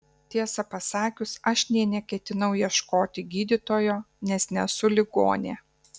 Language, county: Lithuanian, Kaunas